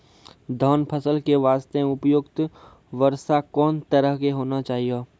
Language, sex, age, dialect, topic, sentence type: Maithili, male, 46-50, Angika, agriculture, question